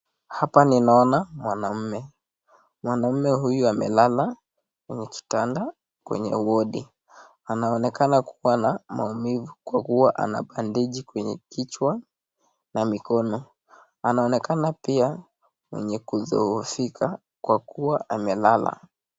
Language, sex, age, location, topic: Swahili, male, 18-24, Nakuru, health